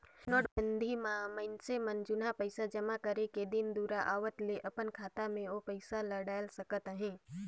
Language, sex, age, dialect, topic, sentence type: Chhattisgarhi, female, 25-30, Northern/Bhandar, banking, statement